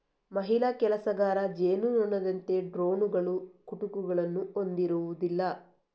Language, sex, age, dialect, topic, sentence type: Kannada, female, 31-35, Coastal/Dakshin, agriculture, statement